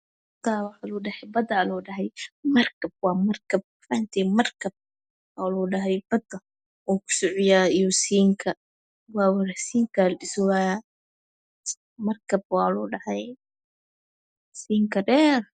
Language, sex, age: Somali, male, 18-24